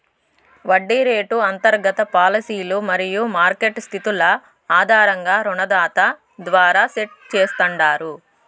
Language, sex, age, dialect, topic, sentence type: Telugu, female, 60-100, Southern, banking, statement